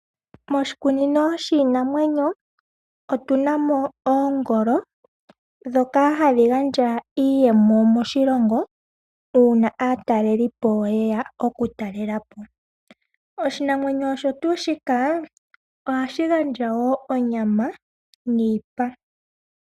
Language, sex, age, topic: Oshiwambo, female, 25-35, agriculture